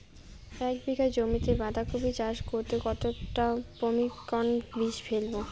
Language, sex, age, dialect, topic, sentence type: Bengali, female, 25-30, Rajbangshi, agriculture, question